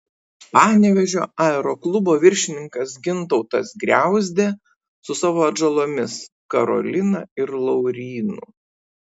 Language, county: Lithuanian, Vilnius